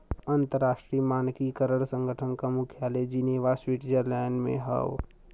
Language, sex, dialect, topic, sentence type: Bhojpuri, male, Western, banking, statement